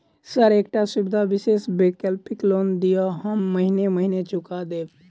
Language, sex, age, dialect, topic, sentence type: Maithili, male, 18-24, Southern/Standard, banking, question